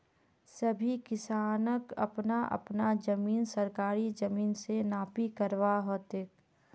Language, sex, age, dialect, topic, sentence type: Magahi, female, 46-50, Northeastern/Surjapuri, agriculture, statement